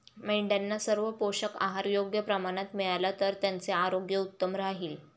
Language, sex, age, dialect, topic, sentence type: Marathi, female, 18-24, Standard Marathi, agriculture, statement